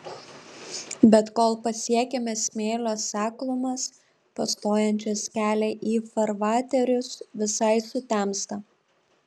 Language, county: Lithuanian, Kaunas